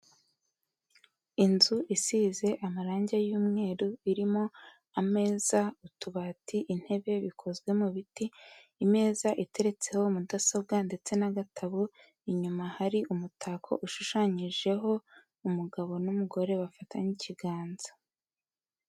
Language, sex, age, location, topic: Kinyarwanda, female, 18-24, Huye, health